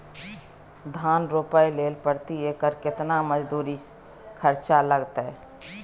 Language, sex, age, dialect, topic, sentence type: Maithili, female, 31-35, Bajjika, agriculture, question